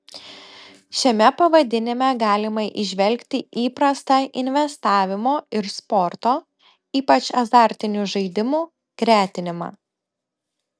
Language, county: Lithuanian, Telšiai